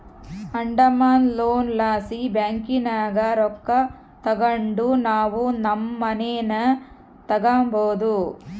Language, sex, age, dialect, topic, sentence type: Kannada, female, 36-40, Central, banking, statement